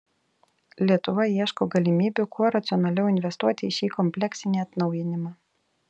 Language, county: Lithuanian, Telšiai